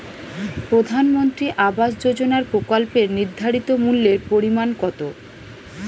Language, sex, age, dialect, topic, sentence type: Bengali, female, 36-40, Standard Colloquial, banking, question